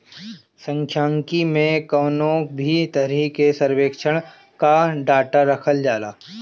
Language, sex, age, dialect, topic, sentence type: Bhojpuri, male, 25-30, Northern, banking, statement